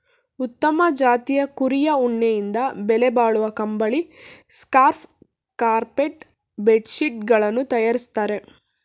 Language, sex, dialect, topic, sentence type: Kannada, female, Mysore Kannada, agriculture, statement